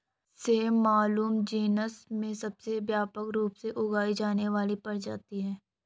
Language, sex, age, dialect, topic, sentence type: Hindi, female, 18-24, Garhwali, agriculture, statement